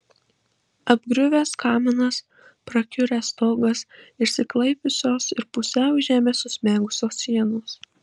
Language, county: Lithuanian, Marijampolė